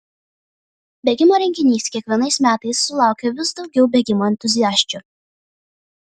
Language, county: Lithuanian, Vilnius